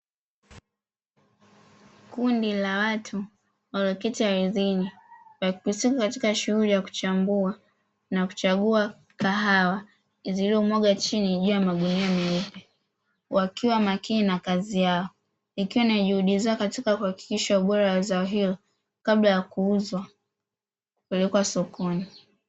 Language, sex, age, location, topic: Swahili, female, 18-24, Dar es Salaam, agriculture